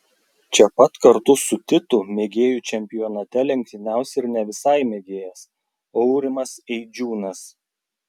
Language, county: Lithuanian, Klaipėda